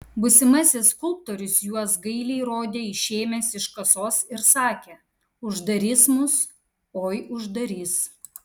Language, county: Lithuanian, Kaunas